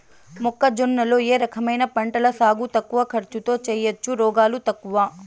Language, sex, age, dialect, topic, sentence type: Telugu, female, 18-24, Southern, agriculture, question